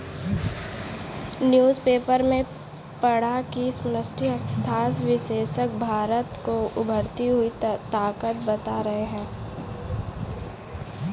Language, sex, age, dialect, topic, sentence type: Hindi, female, 18-24, Kanauji Braj Bhasha, banking, statement